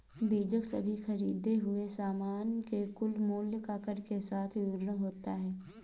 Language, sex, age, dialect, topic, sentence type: Hindi, female, 25-30, Awadhi Bundeli, banking, statement